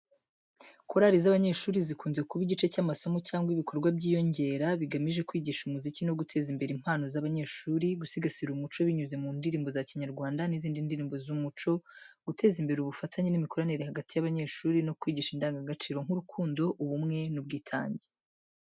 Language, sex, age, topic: Kinyarwanda, female, 25-35, education